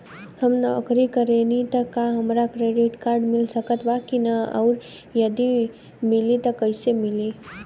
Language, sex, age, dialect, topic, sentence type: Bhojpuri, female, 18-24, Southern / Standard, banking, question